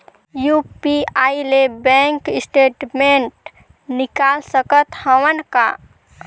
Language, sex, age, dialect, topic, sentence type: Chhattisgarhi, female, 18-24, Northern/Bhandar, banking, question